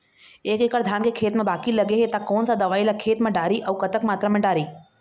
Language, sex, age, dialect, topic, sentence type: Chhattisgarhi, female, 31-35, Eastern, agriculture, question